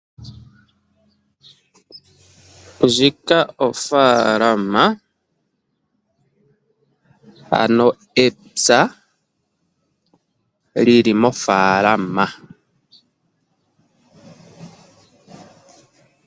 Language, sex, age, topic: Oshiwambo, male, 25-35, agriculture